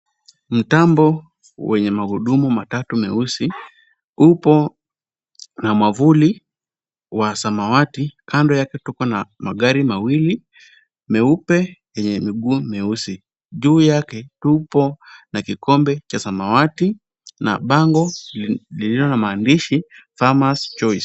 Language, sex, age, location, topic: Swahili, male, 18-24, Kisumu, finance